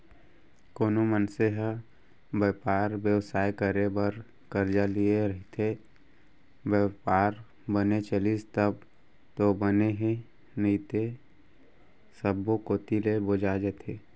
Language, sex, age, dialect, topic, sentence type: Chhattisgarhi, male, 25-30, Central, banking, statement